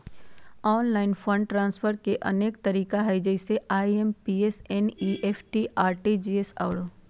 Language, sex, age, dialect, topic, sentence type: Magahi, female, 51-55, Western, banking, statement